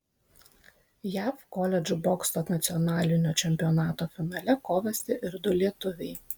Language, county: Lithuanian, Vilnius